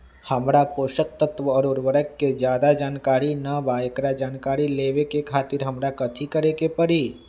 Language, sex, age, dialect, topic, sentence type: Magahi, male, 25-30, Western, agriculture, question